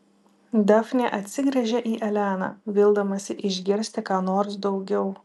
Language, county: Lithuanian, Vilnius